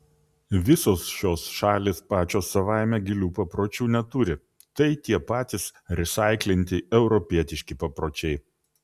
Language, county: Lithuanian, Vilnius